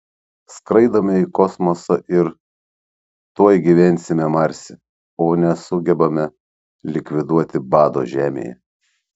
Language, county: Lithuanian, Šiauliai